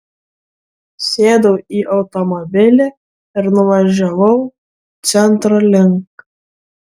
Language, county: Lithuanian, Vilnius